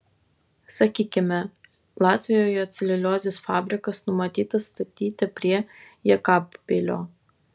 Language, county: Lithuanian, Vilnius